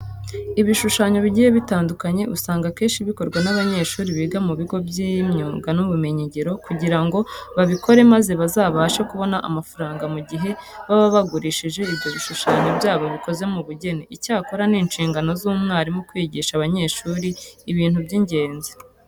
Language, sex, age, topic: Kinyarwanda, female, 25-35, education